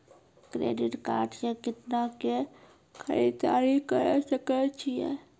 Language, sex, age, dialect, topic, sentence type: Maithili, female, 36-40, Angika, banking, question